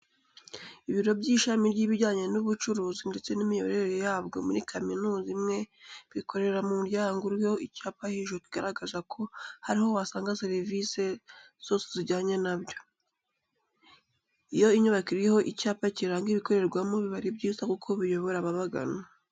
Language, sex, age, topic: Kinyarwanda, female, 18-24, education